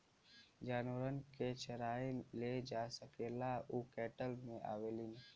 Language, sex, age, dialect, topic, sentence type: Bhojpuri, male, 18-24, Western, agriculture, statement